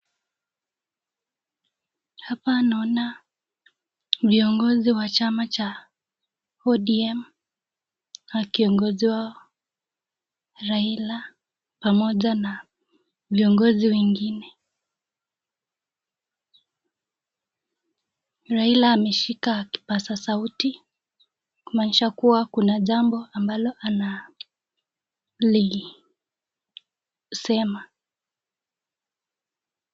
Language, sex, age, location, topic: Swahili, female, 18-24, Nakuru, government